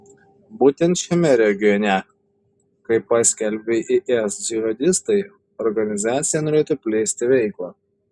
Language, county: Lithuanian, Šiauliai